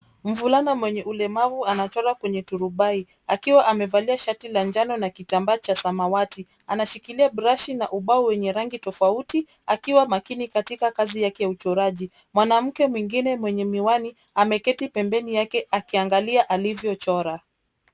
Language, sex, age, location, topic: Swahili, female, 25-35, Nairobi, education